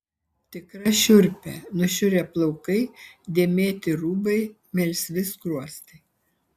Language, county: Lithuanian, Alytus